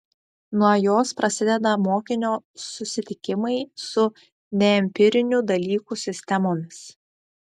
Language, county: Lithuanian, Šiauliai